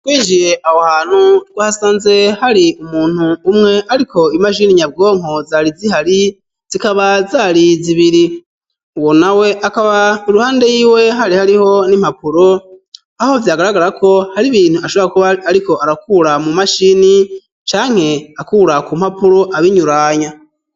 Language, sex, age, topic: Rundi, male, 25-35, education